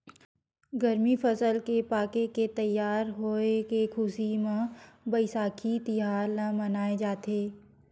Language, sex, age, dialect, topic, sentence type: Chhattisgarhi, female, 25-30, Western/Budati/Khatahi, agriculture, statement